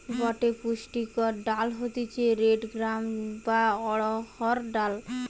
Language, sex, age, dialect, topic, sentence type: Bengali, female, 18-24, Western, agriculture, statement